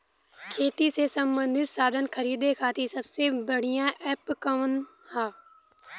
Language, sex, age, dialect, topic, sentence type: Bhojpuri, female, 18-24, Western, agriculture, question